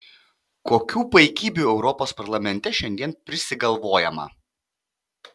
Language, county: Lithuanian, Panevėžys